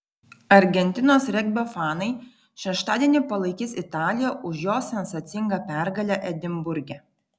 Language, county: Lithuanian, Vilnius